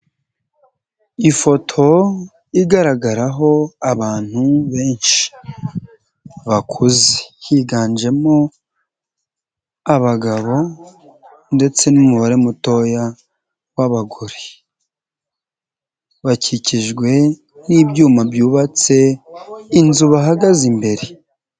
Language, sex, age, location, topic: Kinyarwanda, male, 25-35, Nyagatare, government